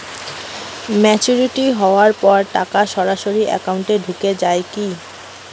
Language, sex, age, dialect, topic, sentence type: Bengali, female, 18-24, Rajbangshi, banking, question